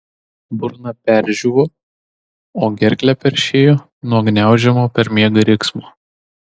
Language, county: Lithuanian, Tauragė